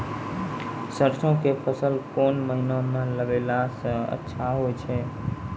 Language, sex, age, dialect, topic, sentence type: Maithili, male, 18-24, Angika, agriculture, question